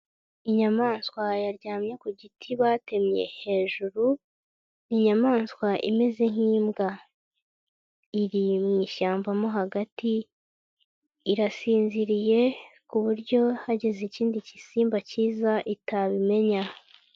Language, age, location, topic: Kinyarwanda, 50+, Nyagatare, agriculture